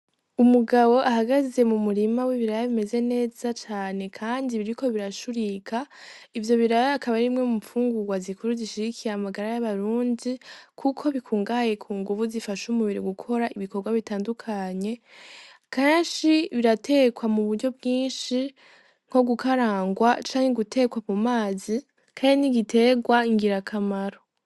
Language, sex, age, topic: Rundi, female, 18-24, agriculture